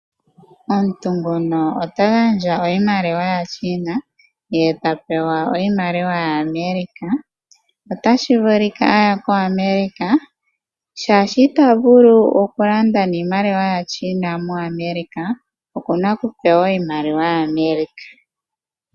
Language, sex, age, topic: Oshiwambo, female, 18-24, finance